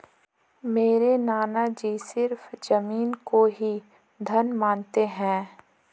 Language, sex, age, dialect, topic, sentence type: Hindi, female, 18-24, Marwari Dhudhari, banking, statement